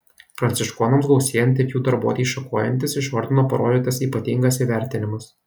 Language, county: Lithuanian, Kaunas